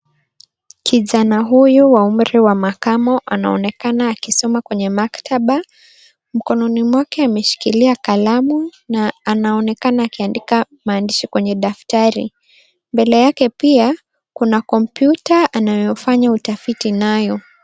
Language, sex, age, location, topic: Swahili, female, 18-24, Nairobi, education